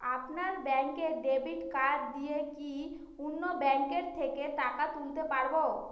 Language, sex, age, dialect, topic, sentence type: Bengali, female, 25-30, Northern/Varendri, banking, question